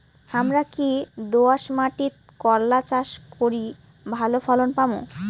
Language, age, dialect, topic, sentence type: Bengali, 25-30, Rajbangshi, agriculture, question